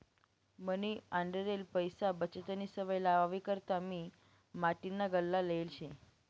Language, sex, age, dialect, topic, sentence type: Marathi, female, 18-24, Northern Konkan, banking, statement